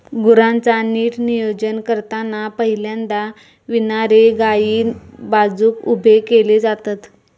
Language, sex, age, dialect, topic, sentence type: Marathi, female, 25-30, Southern Konkan, agriculture, statement